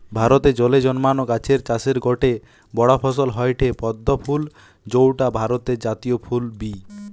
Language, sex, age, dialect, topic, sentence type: Bengali, male, 18-24, Western, agriculture, statement